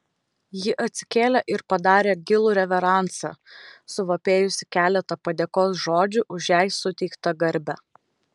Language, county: Lithuanian, Vilnius